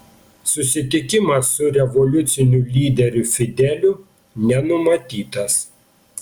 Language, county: Lithuanian, Panevėžys